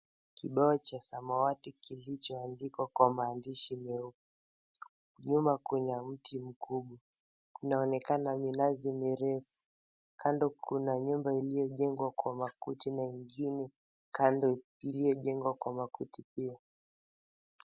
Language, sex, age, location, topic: Swahili, male, 18-24, Mombasa, agriculture